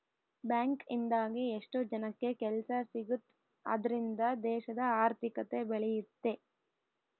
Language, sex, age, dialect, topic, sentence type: Kannada, female, 18-24, Central, banking, statement